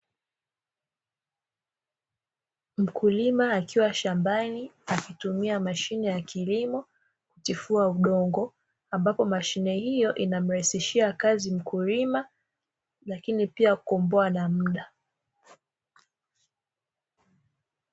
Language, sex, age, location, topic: Swahili, female, 18-24, Dar es Salaam, agriculture